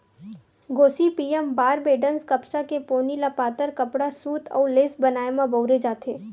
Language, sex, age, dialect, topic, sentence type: Chhattisgarhi, female, 18-24, Western/Budati/Khatahi, agriculture, statement